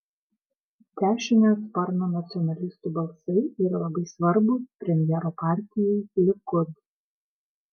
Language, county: Lithuanian, Kaunas